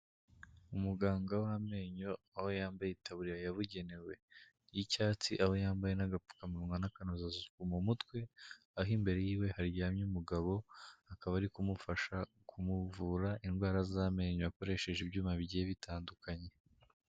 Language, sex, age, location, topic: Kinyarwanda, male, 18-24, Kigali, health